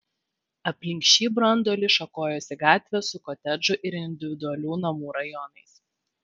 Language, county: Lithuanian, Vilnius